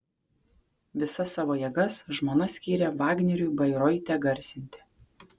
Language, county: Lithuanian, Kaunas